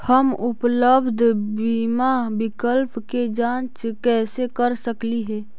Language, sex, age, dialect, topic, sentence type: Magahi, female, 36-40, Central/Standard, banking, question